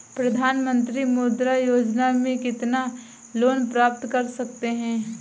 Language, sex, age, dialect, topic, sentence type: Hindi, female, 18-24, Marwari Dhudhari, banking, question